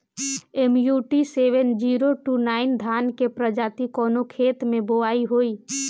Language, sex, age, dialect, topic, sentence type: Bhojpuri, female, 18-24, Northern, agriculture, question